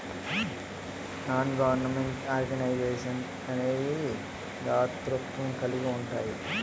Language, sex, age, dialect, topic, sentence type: Telugu, male, 18-24, Utterandhra, banking, statement